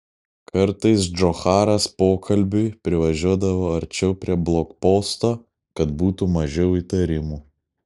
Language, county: Lithuanian, Kaunas